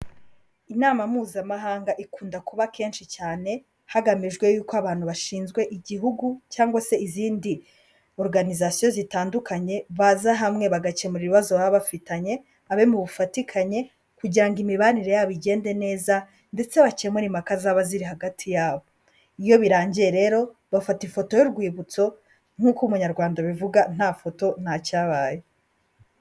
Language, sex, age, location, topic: Kinyarwanda, female, 18-24, Kigali, health